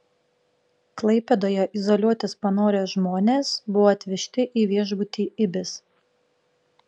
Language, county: Lithuanian, Panevėžys